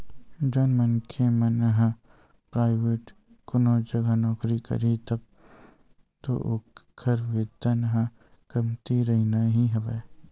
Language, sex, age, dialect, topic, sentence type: Chhattisgarhi, male, 18-24, Western/Budati/Khatahi, banking, statement